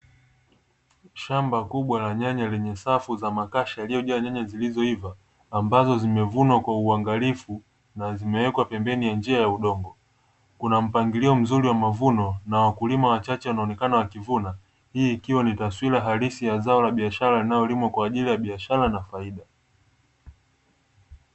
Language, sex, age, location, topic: Swahili, male, 25-35, Dar es Salaam, agriculture